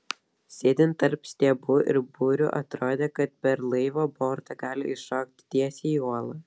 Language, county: Lithuanian, Vilnius